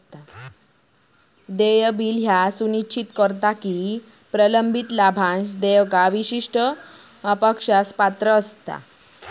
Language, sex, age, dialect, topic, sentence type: Marathi, female, 25-30, Southern Konkan, banking, statement